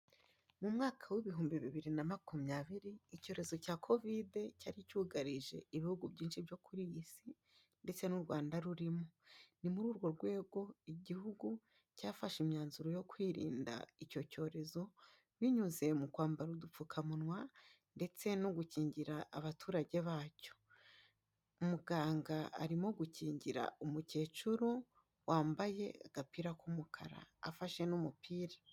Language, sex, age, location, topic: Kinyarwanda, female, 25-35, Kigali, health